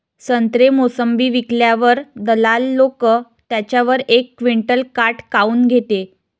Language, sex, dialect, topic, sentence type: Marathi, female, Varhadi, agriculture, question